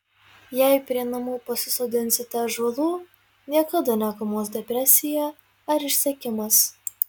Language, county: Lithuanian, Marijampolė